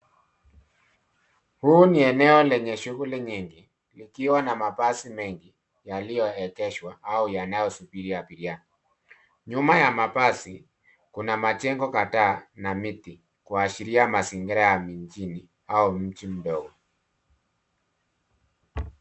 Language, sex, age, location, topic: Swahili, male, 36-49, Nairobi, government